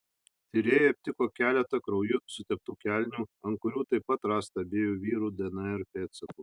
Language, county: Lithuanian, Alytus